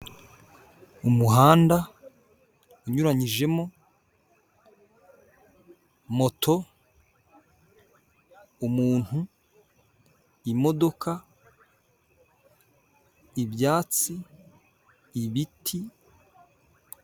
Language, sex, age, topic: Kinyarwanda, male, 18-24, government